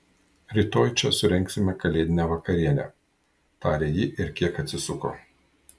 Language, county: Lithuanian, Kaunas